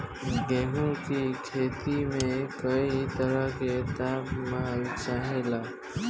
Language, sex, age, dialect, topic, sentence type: Bhojpuri, male, 18-24, Northern, agriculture, question